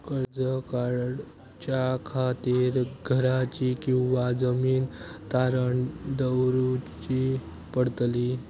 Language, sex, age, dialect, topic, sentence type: Marathi, male, 25-30, Southern Konkan, banking, question